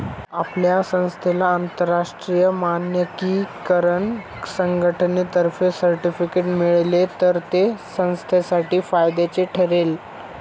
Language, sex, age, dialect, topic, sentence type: Marathi, male, 18-24, Standard Marathi, banking, statement